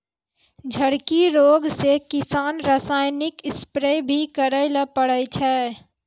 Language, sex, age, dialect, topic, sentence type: Maithili, female, 18-24, Angika, agriculture, statement